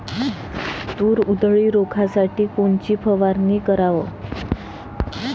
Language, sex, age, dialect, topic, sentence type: Marathi, female, 25-30, Varhadi, agriculture, question